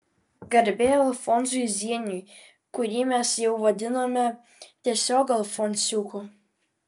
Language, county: Lithuanian, Vilnius